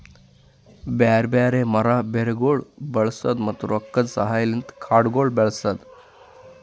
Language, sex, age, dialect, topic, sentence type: Kannada, male, 25-30, Northeastern, agriculture, statement